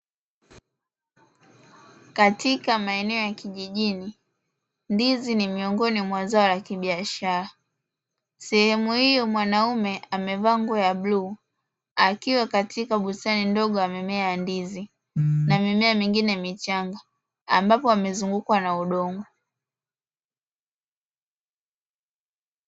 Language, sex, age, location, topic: Swahili, female, 18-24, Dar es Salaam, agriculture